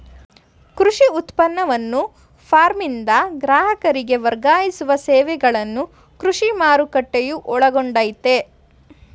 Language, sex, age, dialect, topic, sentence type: Kannada, female, 18-24, Mysore Kannada, agriculture, statement